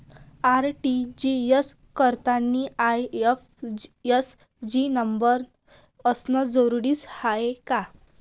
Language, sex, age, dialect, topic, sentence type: Marathi, female, 18-24, Varhadi, banking, question